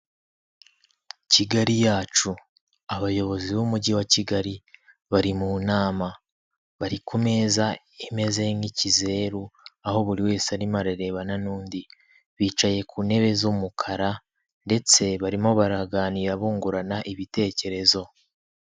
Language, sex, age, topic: Kinyarwanda, male, 25-35, government